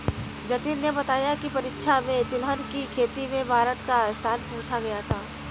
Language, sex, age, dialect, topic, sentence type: Hindi, female, 60-100, Kanauji Braj Bhasha, agriculture, statement